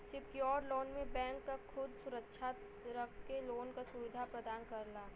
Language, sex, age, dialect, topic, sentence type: Bhojpuri, female, 18-24, Western, banking, statement